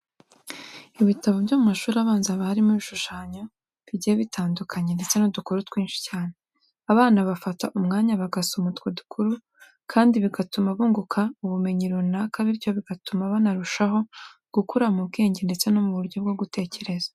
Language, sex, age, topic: Kinyarwanda, female, 18-24, education